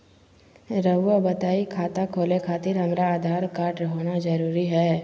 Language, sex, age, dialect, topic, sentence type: Magahi, female, 25-30, Southern, banking, question